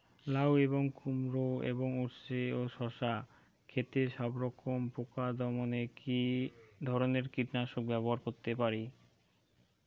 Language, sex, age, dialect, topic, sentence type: Bengali, male, 18-24, Rajbangshi, agriculture, question